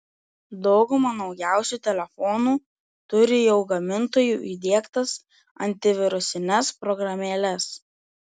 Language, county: Lithuanian, Telšiai